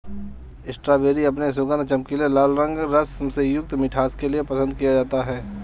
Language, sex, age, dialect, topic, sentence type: Hindi, male, 25-30, Marwari Dhudhari, agriculture, statement